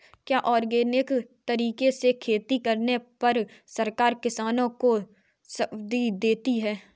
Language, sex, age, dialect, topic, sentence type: Hindi, female, 18-24, Kanauji Braj Bhasha, agriculture, question